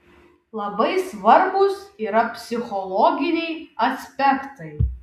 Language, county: Lithuanian, Kaunas